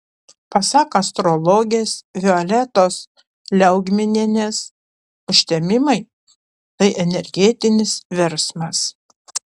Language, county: Lithuanian, Panevėžys